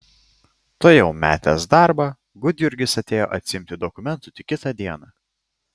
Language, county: Lithuanian, Klaipėda